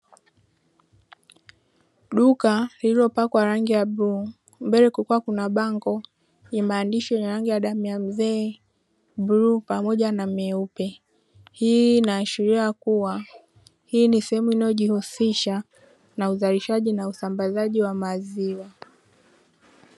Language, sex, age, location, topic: Swahili, female, 18-24, Dar es Salaam, finance